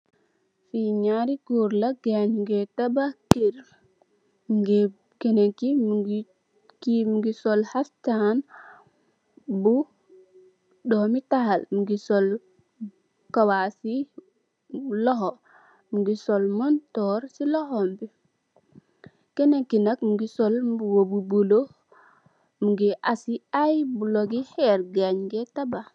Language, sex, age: Wolof, female, 18-24